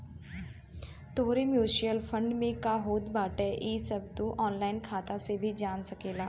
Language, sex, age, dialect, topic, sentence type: Bhojpuri, female, 25-30, Northern, banking, statement